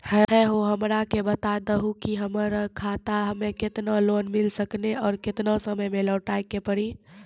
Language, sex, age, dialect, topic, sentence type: Maithili, female, 25-30, Angika, banking, question